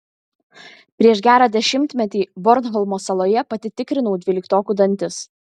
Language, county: Lithuanian, Kaunas